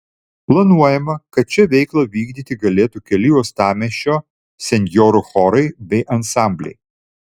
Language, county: Lithuanian, Vilnius